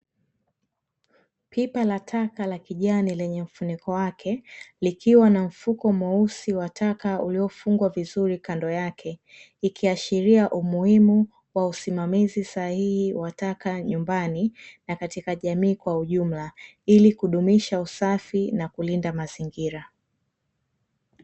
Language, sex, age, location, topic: Swahili, female, 25-35, Dar es Salaam, government